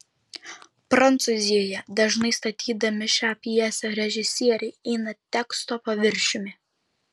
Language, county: Lithuanian, Vilnius